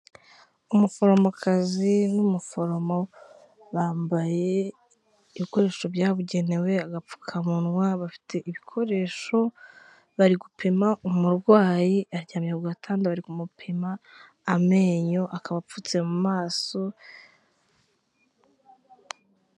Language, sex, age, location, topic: Kinyarwanda, female, 25-35, Kigali, health